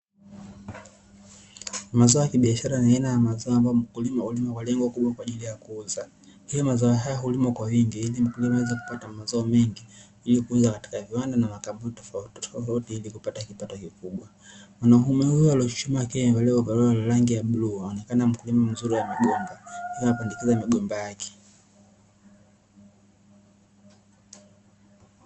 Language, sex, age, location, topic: Swahili, male, 18-24, Dar es Salaam, agriculture